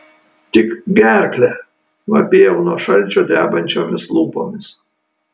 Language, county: Lithuanian, Kaunas